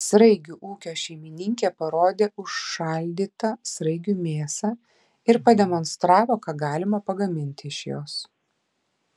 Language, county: Lithuanian, Klaipėda